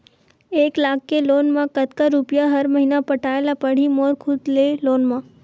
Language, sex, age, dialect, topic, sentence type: Chhattisgarhi, female, 25-30, Western/Budati/Khatahi, banking, question